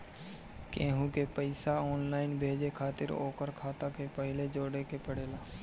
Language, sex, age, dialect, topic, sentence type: Bhojpuri, male, 25-30, Northern, banking, statement